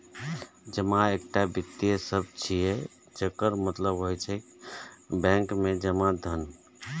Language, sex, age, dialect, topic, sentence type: Maithili, male, 36-40, Eastern / Thethi, banking, statement